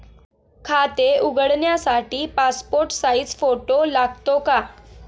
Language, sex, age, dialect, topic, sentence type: Marathi, female, 18-24, Standard Marathi, banking, question